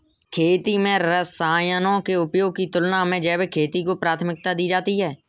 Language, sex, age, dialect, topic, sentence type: Hindi, male, 18-24, Kanauji Braj Bhasha, agriculture, statement